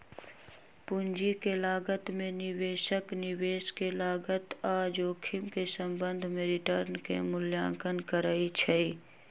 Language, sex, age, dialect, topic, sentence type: Magahi, female, 18-24, Western, banking, statement